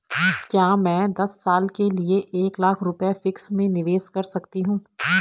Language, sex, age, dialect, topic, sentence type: Hindi, female, 25-30, Garhwali, banking, question